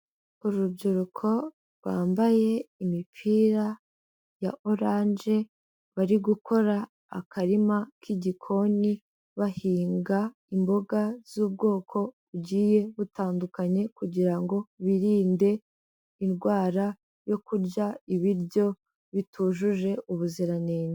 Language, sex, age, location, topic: Kinyarwanda, female, 18-24, Kigali, health